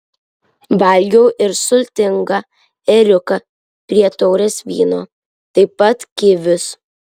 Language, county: Lithuanian, Vilnius